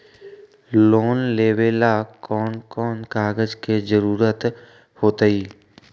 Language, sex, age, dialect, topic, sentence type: Magahi, male, 18-24, Western, banking, question